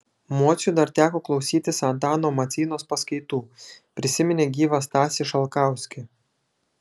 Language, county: Lithuanian, Šiauliai